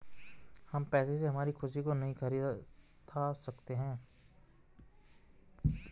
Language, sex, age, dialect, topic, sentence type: Hindi, male, 18-24, Hindustani Malvi Khadi Boli, banking, statement